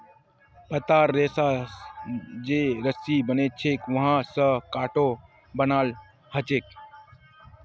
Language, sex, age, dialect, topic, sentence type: Magahi, male, 36-40, Northeastern/Surjapuri, agriculture, statement